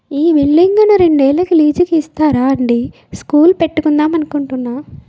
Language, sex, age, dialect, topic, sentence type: Telugu, female, 18-24, Utterandhra, banking, statement